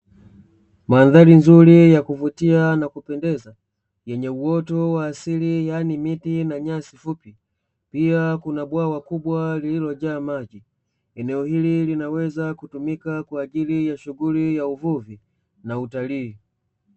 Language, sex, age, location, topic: Swahili, male, 25-35, Dar es Salaam, agriculture